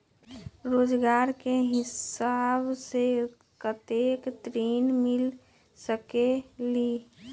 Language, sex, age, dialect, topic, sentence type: Magahi, female, 18-24, Western, banking, question